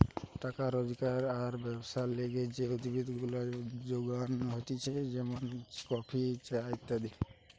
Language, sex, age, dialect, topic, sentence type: Bengali, male, 18-24, Western, agriculture, statement